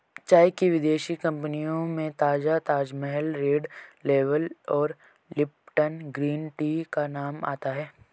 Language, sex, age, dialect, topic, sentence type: Hindi, male, 25-30, Garhwali, agriculture, statement